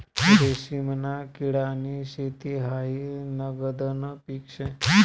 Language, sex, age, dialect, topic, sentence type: Marathi, male, 25-30, Northern Konkan, agriculture, statement